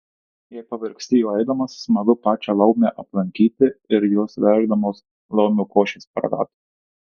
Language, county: Lithuanian, Tauragė